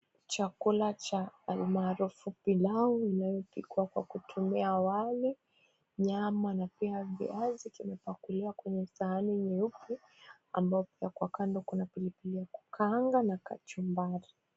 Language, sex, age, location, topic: Swahili, female, 25-35, Mombasa, agriculture